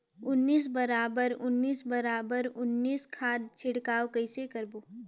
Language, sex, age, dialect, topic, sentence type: Chhattisgarhi, female, 18-24, Northern/Bhandar, agriculture, question